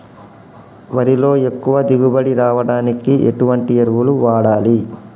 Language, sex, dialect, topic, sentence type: Telugu, male, Telangana, agriculture, question